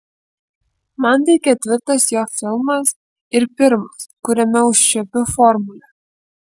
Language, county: Lithuanian, Kaunas